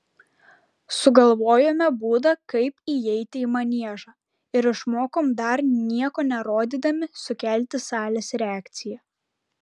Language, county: Lithuanian, Klaipėda